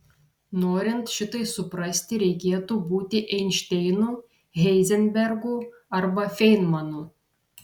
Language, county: Lithuanian, Vilnius